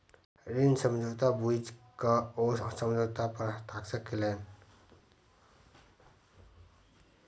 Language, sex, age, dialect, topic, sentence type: Maithili, male, 25-30, Southern/Standard, banking, statement